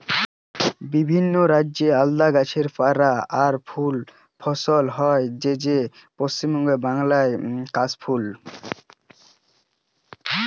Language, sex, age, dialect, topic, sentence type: Bengali, male, 18-24, Western, agriculture, statement